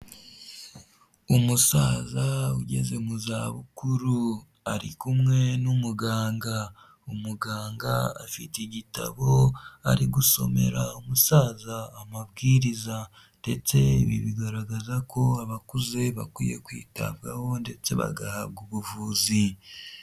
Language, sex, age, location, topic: Kinyarwanda, male, 25-35, Huye, health